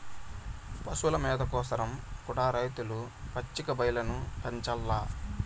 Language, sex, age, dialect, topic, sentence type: Telugu, male, 18-24, Southern, agriculture, statement